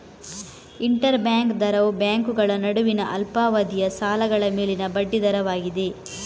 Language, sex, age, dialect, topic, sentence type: Kannada, female, 18-24, Coastal/Dakshin, banking, statement